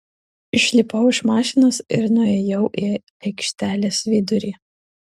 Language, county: Lithuanian, Utena